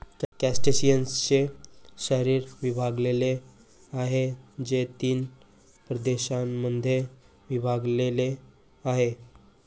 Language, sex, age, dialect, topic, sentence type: Marathi, male, 18-24, Varhadi, agriculture, statement